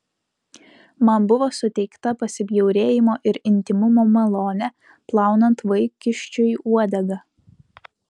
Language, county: Lithuanian, Utena